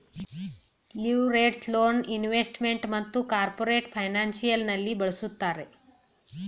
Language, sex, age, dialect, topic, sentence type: Kannada, female, 36-40, Mysore Kannada, banking, statement